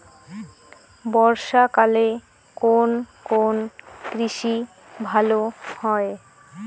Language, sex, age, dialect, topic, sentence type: Bengali, female, 25-30, Rajbangshi, agriculture, question